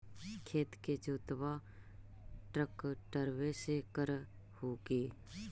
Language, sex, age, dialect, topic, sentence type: Magahi, female, 25-30, Central/Standard, agriculture, question